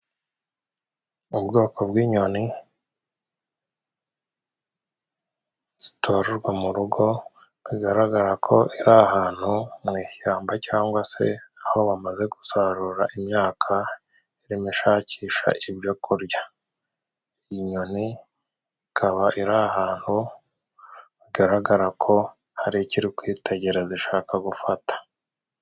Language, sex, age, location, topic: Kinyarwanda, male, 36-49, Musanze, agriculture